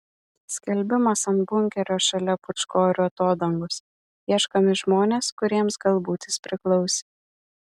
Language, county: Lithuanian, Vilnius